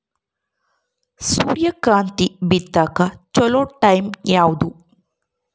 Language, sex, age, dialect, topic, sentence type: Kannada, female, 25-30, Central, agriculture, question